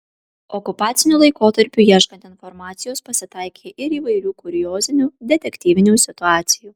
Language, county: Lithuanian, Kaunas